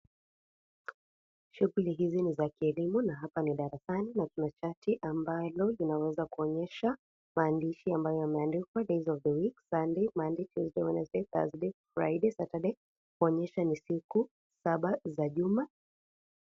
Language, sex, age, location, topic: Swahili, female, 25-35, Kisii, education